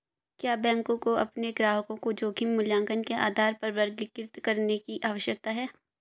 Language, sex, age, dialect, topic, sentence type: Hindi, female, 25-30, Hindustani Malvi Khadi Boli, banking, question